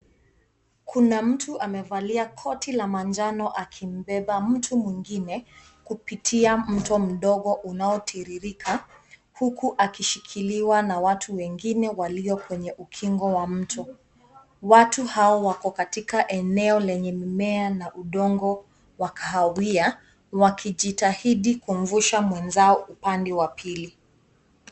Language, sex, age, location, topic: Swahili, female, 18-24, Kisii, health